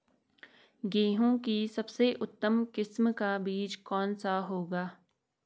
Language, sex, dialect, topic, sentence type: Hindi, female, Garhwali, agriculture, question